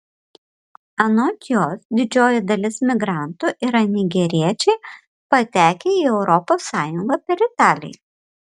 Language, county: Lithuanian, Panevėžys